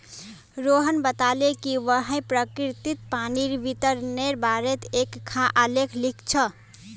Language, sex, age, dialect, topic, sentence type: Magahi, female, 25-30, Northeastern/Surjapuri, agriculture, statement